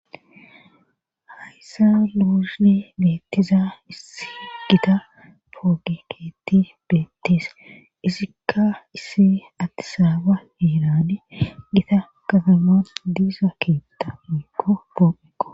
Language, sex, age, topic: Gamo, female, 18-24, government